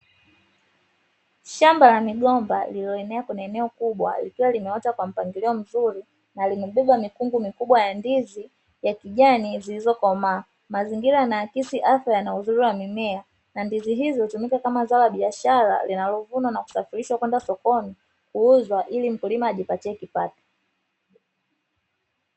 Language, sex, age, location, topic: Swahili, female, 18-24, Dar es Salaam, agriculture